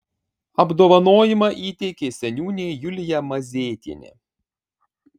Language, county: Lithuanian, Marijampolė